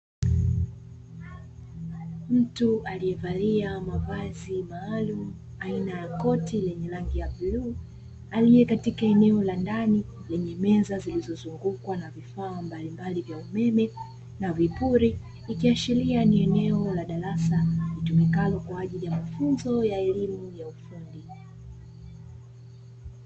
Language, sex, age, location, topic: Swahili, female, 25-35, Dar es Salaam, education